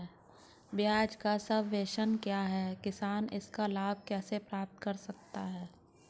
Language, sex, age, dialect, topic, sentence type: Hindi, female, 18-24, Hindustani Malvi Khadi Boli, agriculture, question